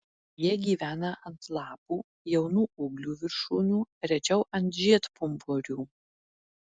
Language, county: Lithuanian, Marijampolė